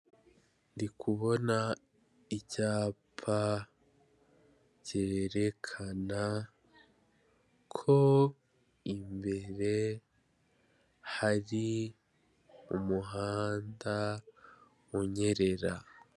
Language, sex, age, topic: Kinyarwanda, male, 25-35, government